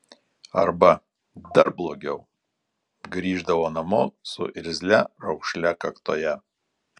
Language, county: Lithuanian, Telšiai